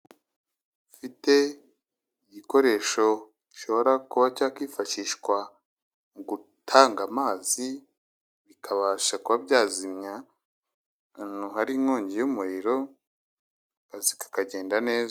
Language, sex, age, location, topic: Kinyarwanda, male, 25-35, Kigali, government